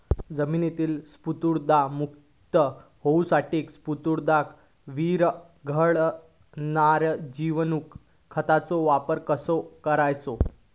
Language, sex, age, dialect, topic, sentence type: Marathi, male, 18-24, Southern Konkan, agriculture, question